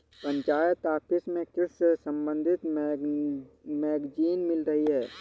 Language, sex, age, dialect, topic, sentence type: Hindi, male, 31-35, Awadhi Bundeli, agriculture, statement